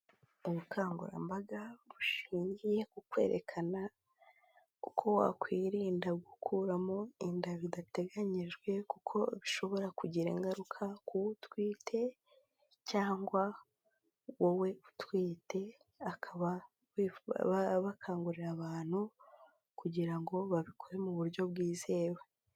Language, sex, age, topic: Kinyarwanda, female, 18-24, health